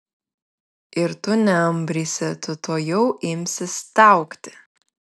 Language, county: Lithuanian, Vilnius